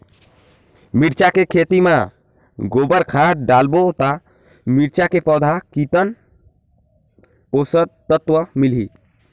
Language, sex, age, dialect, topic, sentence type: Chhattisgarhi, male, 18-24, Northern/Bhandar, agriculture, question